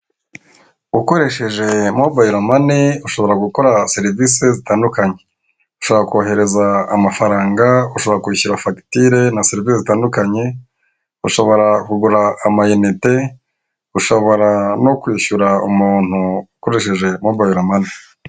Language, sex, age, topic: Kinyarwanda, female, 36-49, finance